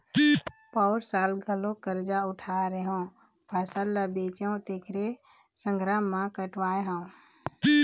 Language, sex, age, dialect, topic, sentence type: Chhattisgarhi, female, 25-30, Eastern, agriculture, statement